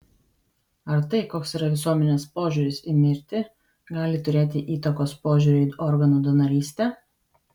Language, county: Lithuanian, Vilnius